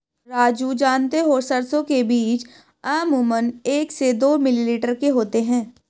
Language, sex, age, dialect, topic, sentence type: Hindi, female, 18-24, Marwari Dhudhari, agriculture, statement